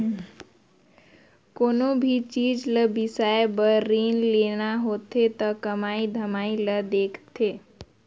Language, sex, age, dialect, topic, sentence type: Chhattisgarhi, female, 51-55, Northern/Bhandar, banking, statement